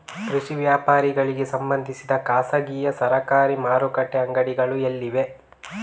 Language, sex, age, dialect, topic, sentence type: Kannada, male, 18-24, Coastal/Dakshin, agriculture, question